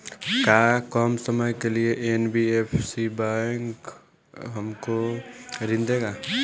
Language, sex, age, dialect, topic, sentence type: Bhojpuri, male, 18-24, Northern, banking, question